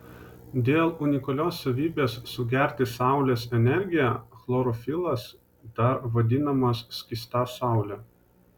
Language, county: Lithuanian, Vilnius